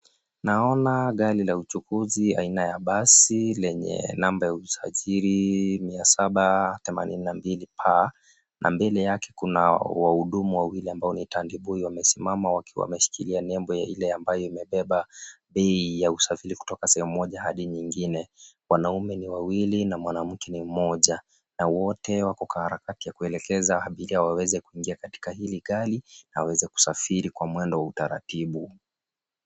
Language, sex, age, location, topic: Swahili, male, 25-35, Nairobi, government